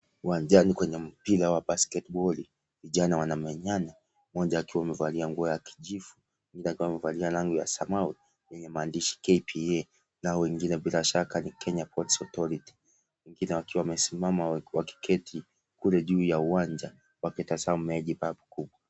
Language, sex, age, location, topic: Swahili, male, 36-49, Kisii, government